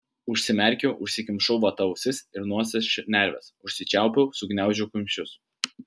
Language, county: Lithuanian, Vilnius